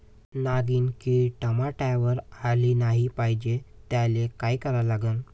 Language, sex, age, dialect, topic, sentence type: Marathi, male, 18-24, Varhadi, agriculture, question